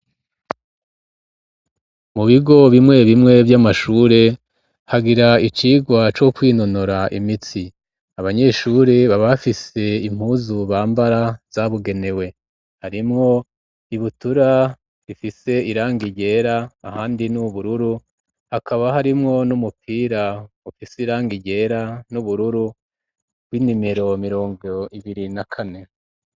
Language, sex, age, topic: Rundi, female, 25-35, education